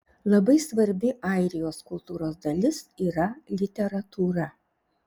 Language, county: Lithuanian, Šiauliai